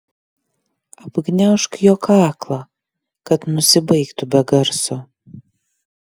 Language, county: Lithuanian, Klaipėda